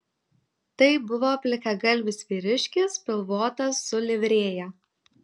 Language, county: Lithuanian, Telšiai